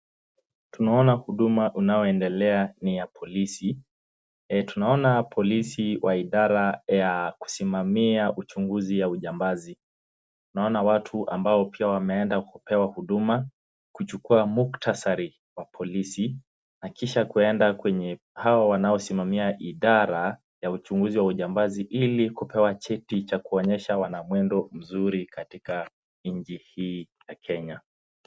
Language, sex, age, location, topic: Swahili, male, 18-24, Nakuru, government